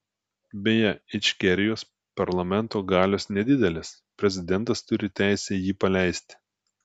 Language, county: Lithuanian, Telšiai